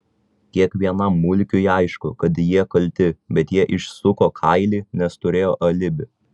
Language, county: Lithuanian, Vilnius